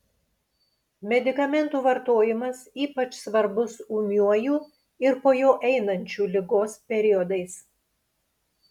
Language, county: Lithuanian, Panevėžys